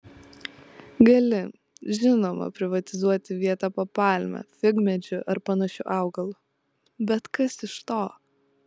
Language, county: Lithuanian, Klaipėda